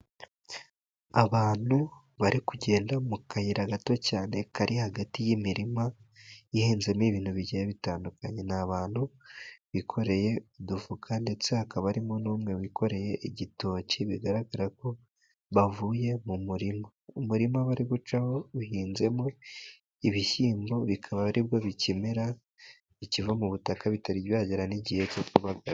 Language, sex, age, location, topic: Kinyarwanda, male, 18-24, Musanze, agriculture